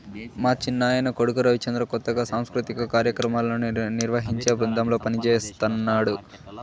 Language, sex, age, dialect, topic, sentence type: Telugu, male, 51-55, Southern, banking, statement